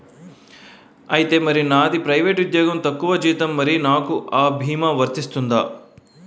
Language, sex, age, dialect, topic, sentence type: Telugu, male, 31-35, Utterandhra, banking, question